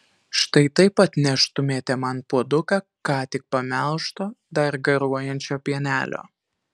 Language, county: Lithuanian, Alytus